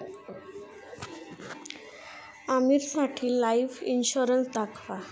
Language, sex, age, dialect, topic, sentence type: Marathi, female, 31-35, Standard Marathi, banking, statement